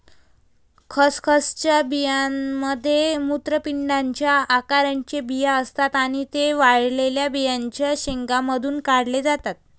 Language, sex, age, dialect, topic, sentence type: Marathi, female, 18-24, Varhadi, agriculture, statement